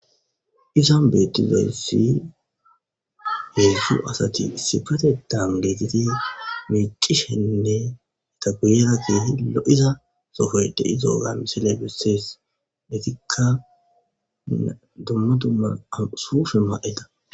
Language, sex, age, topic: Gamo, male, 25-35, government